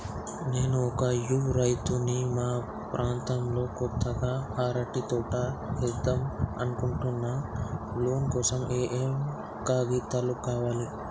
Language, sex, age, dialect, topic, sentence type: Telugu, male, 60-100, Telangana, banking, question